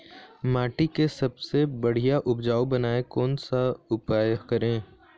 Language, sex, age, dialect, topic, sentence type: Chhattisgarhi, male, 18-24, Eastern, agriculture, question